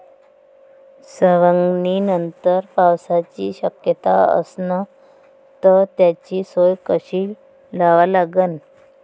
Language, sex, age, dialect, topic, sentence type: Marathi, female, 36-40, Varhadi, agriculture, question